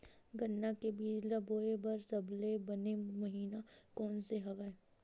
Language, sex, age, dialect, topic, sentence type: Chhattisgarhi, female, 18-24, Western/Budati/Khatahi, agriculture, question